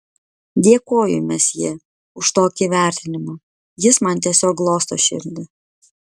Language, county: Lithuanian, Kaunas